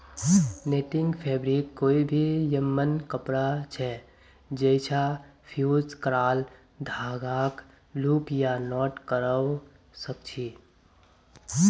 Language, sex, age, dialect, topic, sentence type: Magahi, male, 18-24, Northeastern/Surjapuri, agriculture, statement